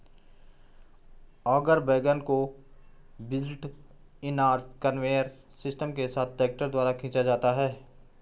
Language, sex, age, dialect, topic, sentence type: Hindi, male, 41-45, Garhwali, agriculture, statement